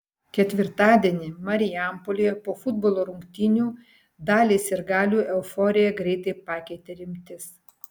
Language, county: Lithuanian, Vilnius